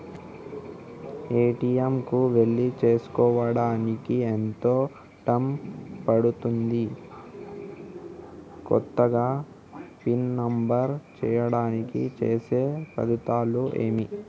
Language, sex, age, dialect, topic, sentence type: Telugu, male, 18-24, Telangana, banking, question